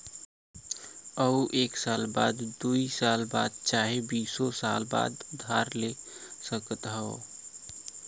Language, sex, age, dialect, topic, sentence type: Bhojpuri, male, 18-24, Western, banking, statement